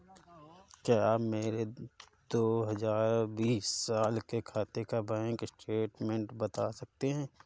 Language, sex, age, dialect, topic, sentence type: Hindi, male, 31-35, Awadhi Bundeli, banking, question